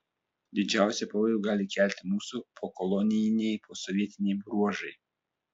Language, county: Lithuanian, Telšiai